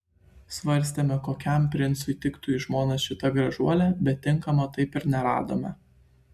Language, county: Lithuanian, Klaipėda